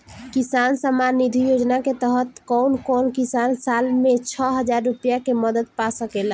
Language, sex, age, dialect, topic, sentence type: Bhojpuri, female, 18-24, Northern, agriculture, question